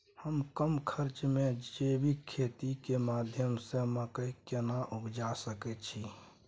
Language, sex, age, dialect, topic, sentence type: Maithili, male, 56-60, Bajjika, agriculture, question